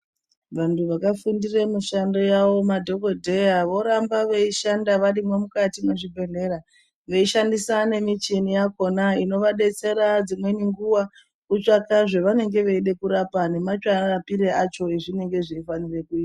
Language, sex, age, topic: Ndau, female, 36-49, health